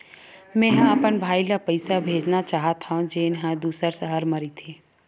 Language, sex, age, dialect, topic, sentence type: Chhattisgarhi, female, 18-24, Western/Budati/Khatahi, banking, statement